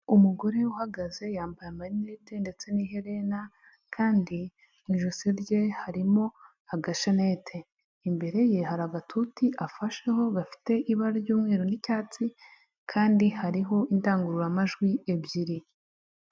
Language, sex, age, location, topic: Kinyarwanda, male, 50+, Huye, health